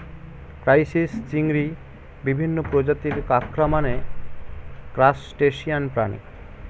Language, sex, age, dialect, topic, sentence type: Bengali, male, 18-24, Standard Colloquial, agriculture, statement